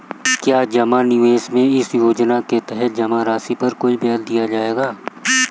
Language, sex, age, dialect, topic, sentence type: Hindi, female, 31-35, Marwari Dhudhari, banking, question